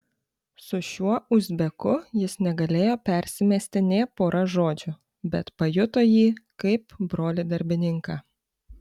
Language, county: Lithuanian, Panevėžys